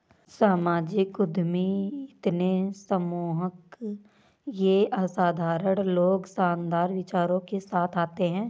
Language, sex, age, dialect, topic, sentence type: Hindi, female, 18-24, Awadhi Bundeli, banking, statement